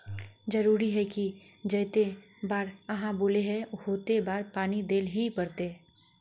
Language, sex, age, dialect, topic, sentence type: Magahi, female, 41-45, Northeastern/Surjapuri, agriculture, question